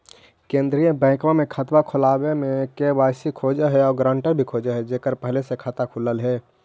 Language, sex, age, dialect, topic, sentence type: Magahi, male, 56-60, Central/Standard, banking, question